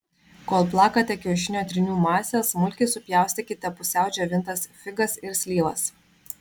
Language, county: Lithuanian, Vilnius